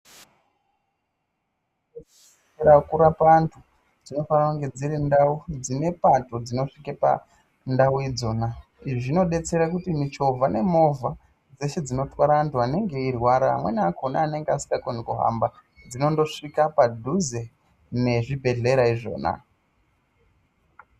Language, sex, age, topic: Ndau, male, 18-24, health